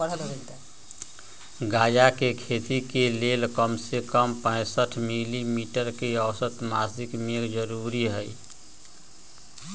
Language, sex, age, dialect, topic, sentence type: Magahi, male, 60-100, Western, agriculture, statement